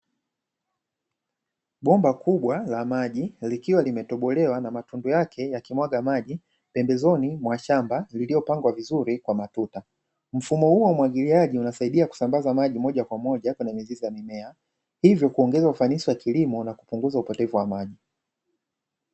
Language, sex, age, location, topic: Swahili, male, 18-24, Dar es Salaam, agriculture